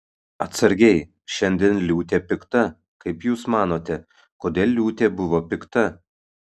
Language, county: Lithuanian, Kaunas